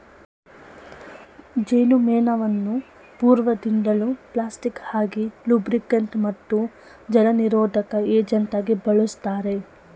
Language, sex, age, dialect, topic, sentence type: Kannada, female, 25-30, Mysore Kannada, agriculture, statement